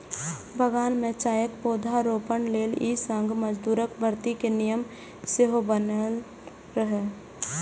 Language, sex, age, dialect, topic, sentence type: Maithili, female, 18-24, Eastern / Thethi, agriculture, statement